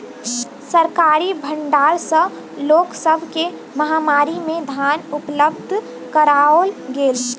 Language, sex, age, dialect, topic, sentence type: Maithili, female, 46-50, Southern/Standard, agriculture, statement